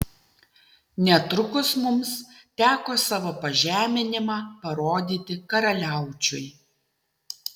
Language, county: Lithuanian, Utena